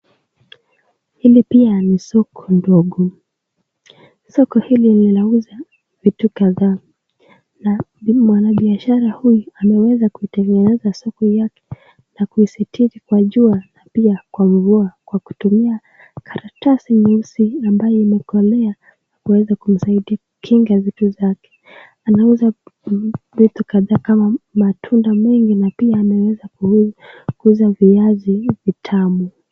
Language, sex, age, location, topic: Swahili, female, 18-24, Nakuru, finance